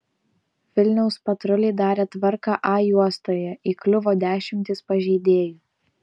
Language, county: Lithuanian, Vilnius